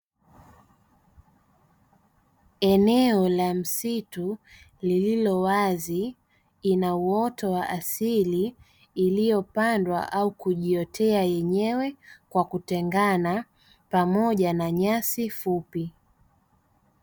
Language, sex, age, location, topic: Swahili, female, 25-35, Dar es Salaam, agriculture